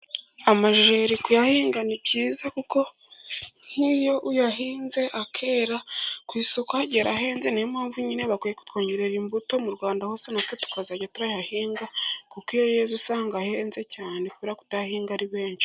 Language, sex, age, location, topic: Kinyarwanda, male, 18-24, Burera, agriculture